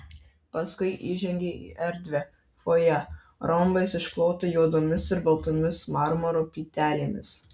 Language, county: Lithuanian, Marijampolė